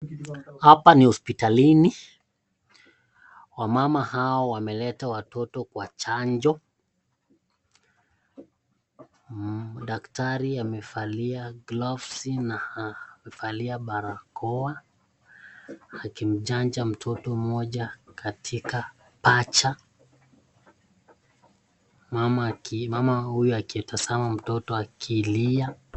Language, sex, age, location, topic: Swahili, male, 25-35, Nakuru, health